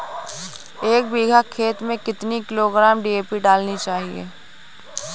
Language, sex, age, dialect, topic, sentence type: Hindi, female, 18-24, Awadhi Bundeli, agriculture, question